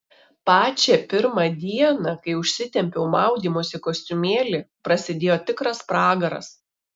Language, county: Lithuanian, Šiauliai